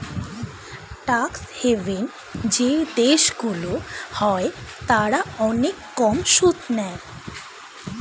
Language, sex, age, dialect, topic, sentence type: Bengali, female, 18-24, Standard Colloquial, banking, statement